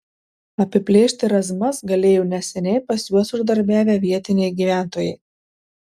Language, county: Lithuanian, Marijampolė